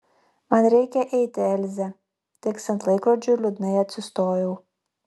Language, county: Lithuanian, Klaipėda